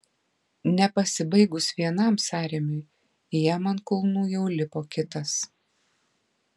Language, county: Lithuanian, Klaipėda